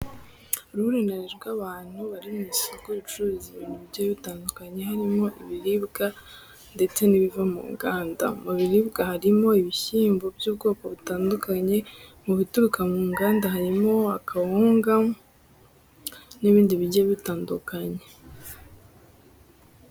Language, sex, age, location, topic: Kinyarwanda, female, 18-24, Musanze, finance